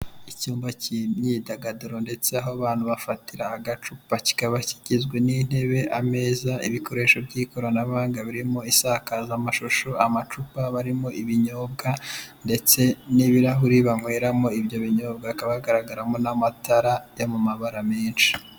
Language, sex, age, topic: Kinyarwanda, female, 18-24, finance